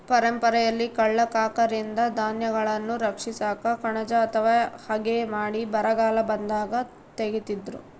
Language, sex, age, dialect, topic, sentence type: Kannada, female, 18-24, Central, agriculture, statement